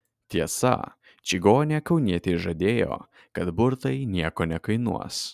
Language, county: Lithuanian, Kaunas